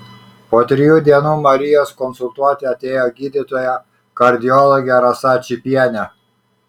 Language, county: Lithuanian, Kaunas